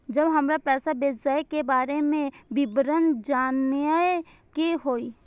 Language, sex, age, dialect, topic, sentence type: Maithili, female, 18-24, Eastern / Thethi, banking, question